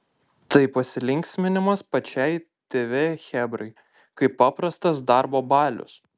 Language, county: Lithuanian, Panevėžys